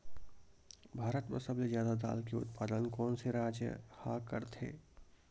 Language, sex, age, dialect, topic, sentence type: Chhattisgarhi, male, 60-100, Western/Budati/Khatahi, agriculture, question